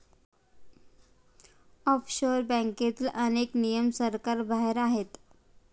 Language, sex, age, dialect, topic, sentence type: Marathi, female, 25-30, Standard Marathi, banking, statement